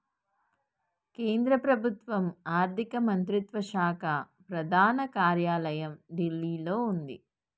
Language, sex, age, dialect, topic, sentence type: Telugu, female, 36-40, Telangana, banking, statement